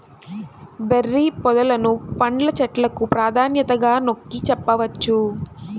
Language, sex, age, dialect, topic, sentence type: Telugu, female, 18-24, Central/Coastal, agriculture, statement